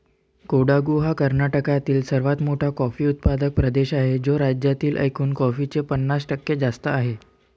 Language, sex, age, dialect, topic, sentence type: Marathi, male, 18-24, Varhadi, agriculture, statement